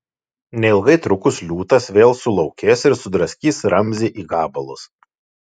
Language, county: Lithuanian, Šiauliai